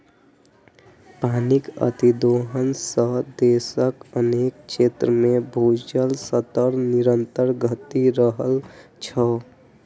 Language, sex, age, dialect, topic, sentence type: Maithili, male, 25-30, Eastern / Thethi, agriculture, statement